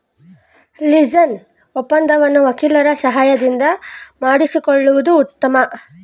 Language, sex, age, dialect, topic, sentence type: Kannada, female, 25-30, Mysore Kannada, banking, statement